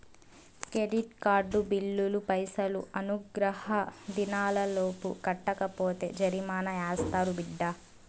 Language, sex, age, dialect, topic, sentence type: Telugu, female, 18-24, Southern, banking, statement